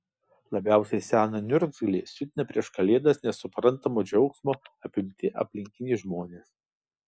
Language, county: Lithuanian, Kaunas